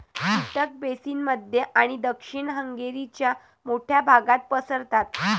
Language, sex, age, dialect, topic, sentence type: Marathi, female, 18-24, Varhadi, agriculture, statement